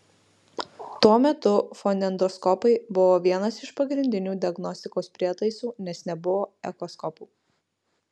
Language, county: Lithuanian, Marijampolė